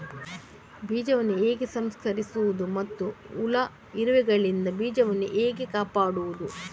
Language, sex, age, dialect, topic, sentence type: Kannada, female, 18-24, Coastal/Dakshin, agriculture, question